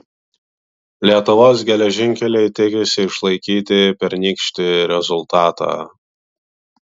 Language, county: Lithuanian, Vilnius